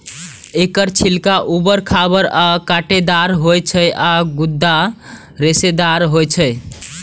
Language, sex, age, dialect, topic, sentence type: Maithili, male, 18-24, Eastern / Thethi, agriculture, statement